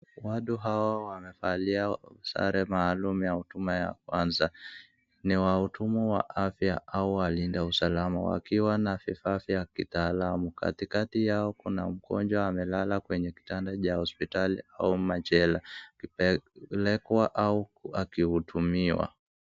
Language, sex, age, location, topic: Swahili, male, 25-35, Nakuru, health